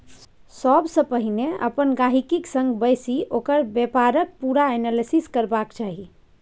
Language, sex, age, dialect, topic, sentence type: Maithili, female, 51-55, Bajjika, banking, statement